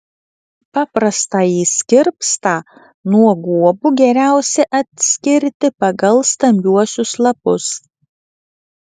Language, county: Lithuanian, Vilnius